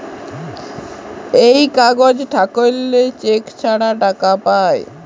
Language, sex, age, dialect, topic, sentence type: Bengali, male, 41-45, Jharkhandi, banking, statement